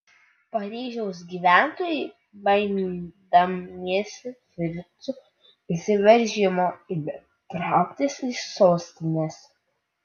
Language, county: Lithuanian, Utena